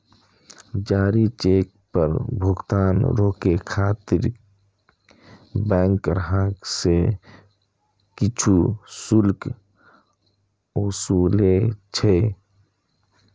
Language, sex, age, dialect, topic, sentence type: Maithili, male, 25-30, Eastern / Thethi, banking, statement